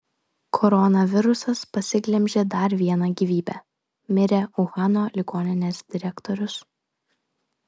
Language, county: Lithuanian, Vilnius